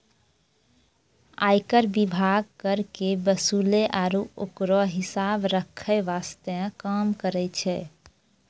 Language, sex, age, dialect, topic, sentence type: Maithili, female, 25-30, Angika, banking, statement